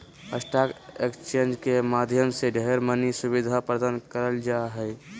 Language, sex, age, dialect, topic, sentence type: Magahi, male, 18-24, Southern, banking, statement